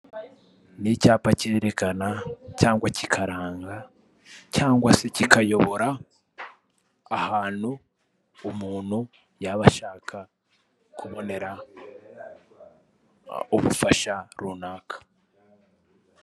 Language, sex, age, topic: Kinyarwanda, male, 18-24, government